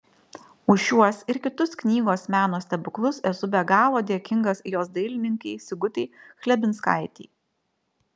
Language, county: Lithuanian, Vilnius